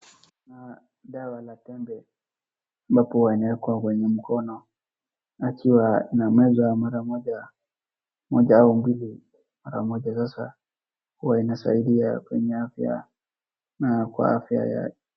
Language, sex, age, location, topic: Swahili, female, 36-49, Wajir, health